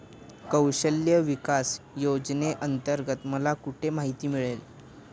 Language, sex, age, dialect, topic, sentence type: Marathi, male, 18-24, Standard Marathi, banking, question